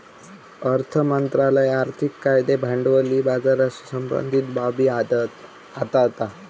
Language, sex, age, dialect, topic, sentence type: Marathi, male, 18-24, Southern Konkan, banking, statement